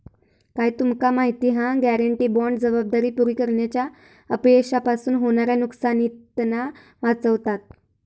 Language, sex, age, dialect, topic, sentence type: Marathi, female, 18-24, Southern Konkan, banking, statement